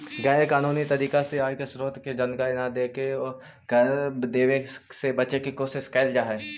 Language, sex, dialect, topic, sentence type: Magahi, male, Central/Standard, banking, statement